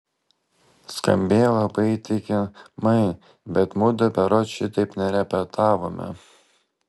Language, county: Lithuanian, Vilnius